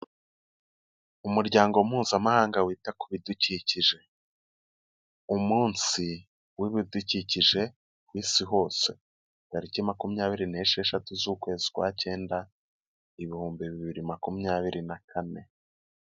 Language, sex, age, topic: Kinyarwanda, male, 18-24, health